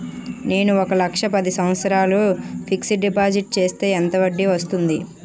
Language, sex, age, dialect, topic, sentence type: Telugu, female, 41-45, Utterandhra, banking, question